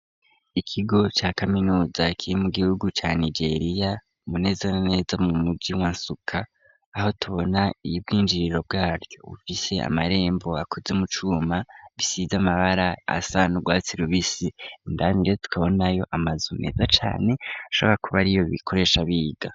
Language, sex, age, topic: Rundi, female, 18-24, education